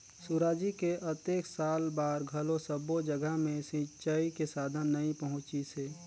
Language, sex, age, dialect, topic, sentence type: Chhattisgarhi, male, 31-35, Northern/Bhandar, agriculture, statement